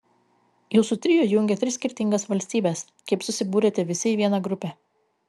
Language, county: Lithuanian, Kaunas